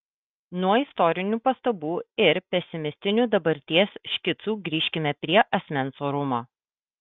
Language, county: Lithuanian, Kaunas